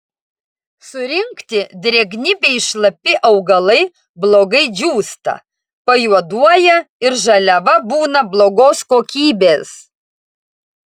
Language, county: Lithuanian, Vilnius